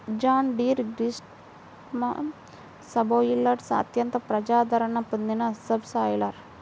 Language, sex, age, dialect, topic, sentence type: Telugu, female, 18-24, Central/Coastal, agriculture, statement